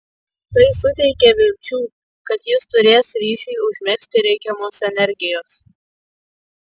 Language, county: Lithuanian, Kaunas